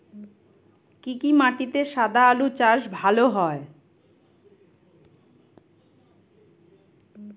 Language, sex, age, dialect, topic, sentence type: Bengali, male, 18-24, Rajbangshi, agriculture, question